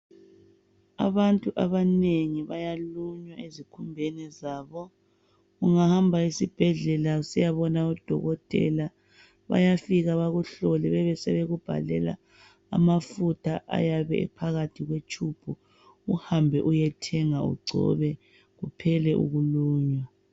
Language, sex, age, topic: North Ndebele, female, 25-35, health